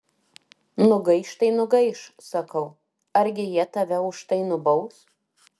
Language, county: Lithuanian, Alytus